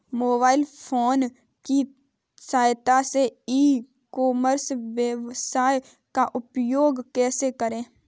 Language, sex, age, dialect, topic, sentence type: Hindi, female, 18-24, Kanauji Braj Bhasha, agriculture, question